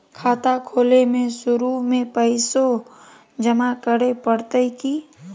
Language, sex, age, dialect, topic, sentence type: Magahi, female, 31-35, Southern, banking, question